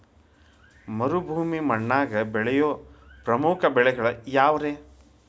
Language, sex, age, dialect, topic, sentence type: Kannada, male, 25-30, Dharwad Kannada, agriculture, question